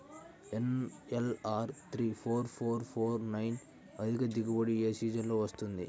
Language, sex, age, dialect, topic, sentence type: Telugu, male, 60-100, Central/Coastal, agriculture, question